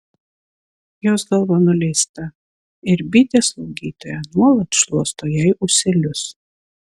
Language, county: Lithuanian, Vilnius